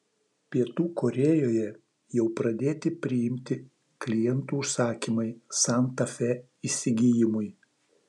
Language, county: Lithuanian, Vilnius